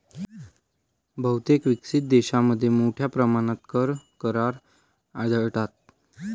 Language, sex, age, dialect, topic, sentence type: Marathi, male, 18-24, Varhadi, banking, statement